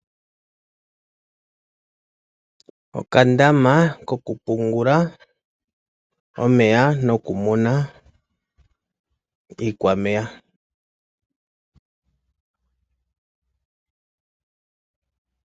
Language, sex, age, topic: Oshiwambo, male, 36-49, agriculture